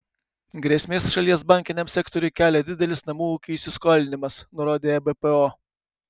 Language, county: Lithuanian, Kaunas